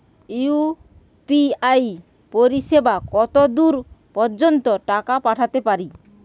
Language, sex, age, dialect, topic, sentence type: Bengali, female, 18-24, Western, banking, question